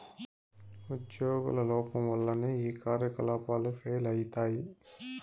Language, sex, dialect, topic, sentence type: Telugu, male, Southern, banking, statement